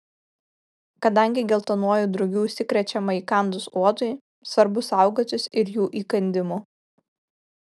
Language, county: Lithuanian, Kaunas